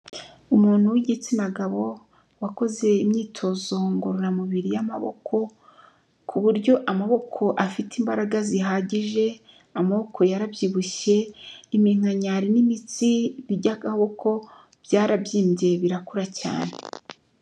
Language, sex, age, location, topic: Kinyarwanda, female, 36-49, Kigali, health